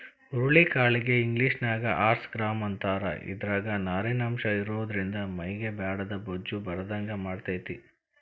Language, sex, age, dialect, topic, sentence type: Kannada, male, 41-45, Dharwad Kannada, agriculture, statement